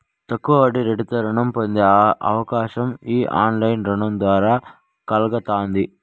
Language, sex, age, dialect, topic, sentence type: Telugu, male, 56-60, Southern, banking, statement